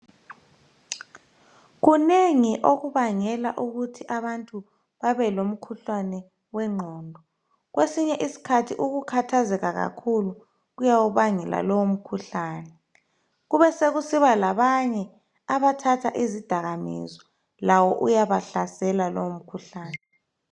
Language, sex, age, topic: North Ndebele, male, 36-49, health